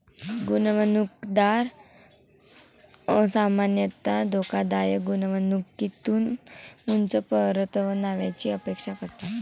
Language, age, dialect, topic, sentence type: Marathi, <18, Varhadi, banking, statement